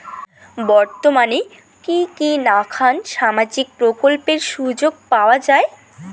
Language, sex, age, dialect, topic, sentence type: Bengali, female, 18-24, Rajbangshi, banking, question